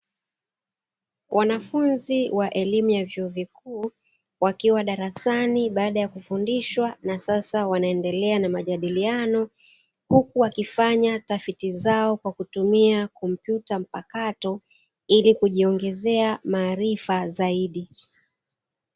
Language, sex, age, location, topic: Swahili, female, 36-49, Dar es Salaam, education